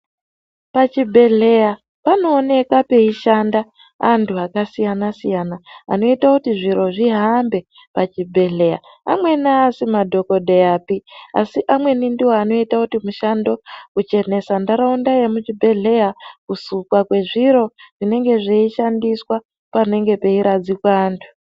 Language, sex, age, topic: Ndau, female, 18-24, health